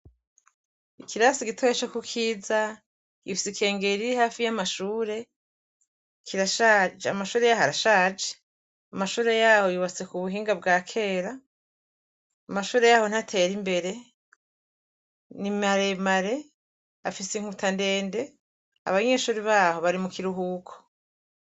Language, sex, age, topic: Rundi, female, 36-49, education